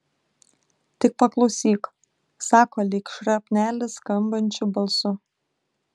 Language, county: Lithuanian, Klaipėda